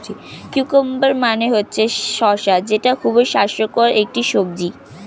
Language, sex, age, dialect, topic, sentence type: Bengali, female, 60-100, Standard Colloquial, agriculture, statement